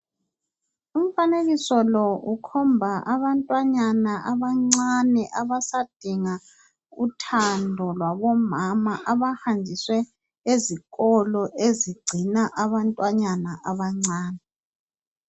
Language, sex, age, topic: North Ndebele, female, 50+, education